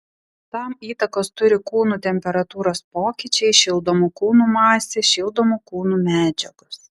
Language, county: Lithuanian, Vilnius